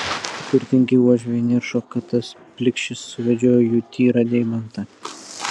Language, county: Lithuanian, Vilnius